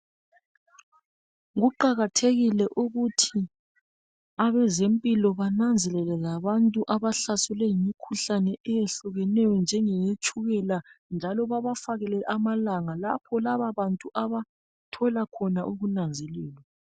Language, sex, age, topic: North Ndebele, male, 36-49, health